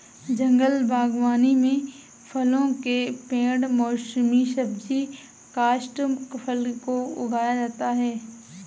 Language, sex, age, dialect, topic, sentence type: Hindi, female, 18-24, Marwari Dhudhari, agriculture, statement